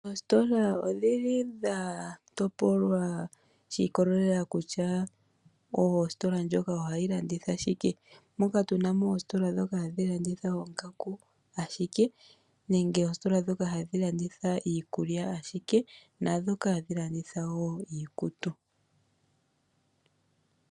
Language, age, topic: Oshiwambo, 25-35, finance